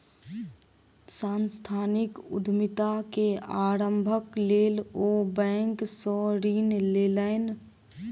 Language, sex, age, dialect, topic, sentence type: Maithili, female, 18-24, Southern/Standard, banking, statement